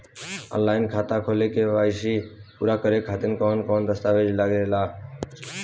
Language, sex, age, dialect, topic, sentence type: Bhojpuri, male, 18-24, Southern / Standard, banking, question